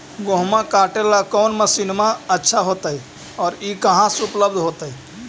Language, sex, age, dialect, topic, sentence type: Magahi, male, 25-30, Central/Standard, agriculture, question